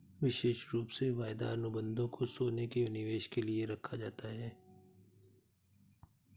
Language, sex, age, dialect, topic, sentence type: Hindi, male, 36-40, Awadhi Bundeli, banking, statement